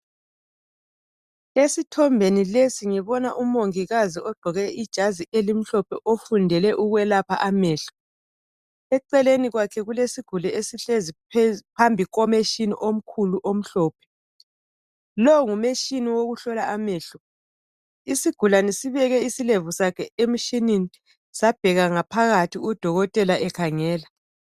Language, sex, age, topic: North Ndebele, female, 36-49, health